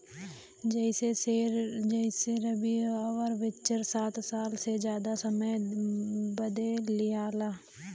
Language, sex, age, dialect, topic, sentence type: Bhojpuri, female, 25-30, Western, banking, statement